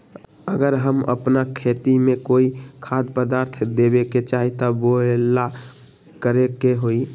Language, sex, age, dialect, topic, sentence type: Magahi, male, 18-24, Western, agriculture, question